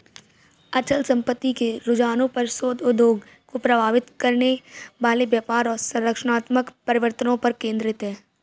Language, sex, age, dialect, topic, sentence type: Hindi, female, 46-50, Kanauji Braj Bhasha, banking, statement